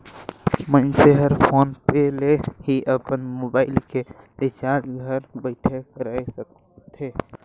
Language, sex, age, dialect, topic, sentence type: Chhattisgarhi, male, 60-100, Northern/Bhandar, banking, statement